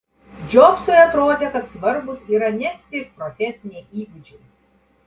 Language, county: Lithuanian, Klaipėda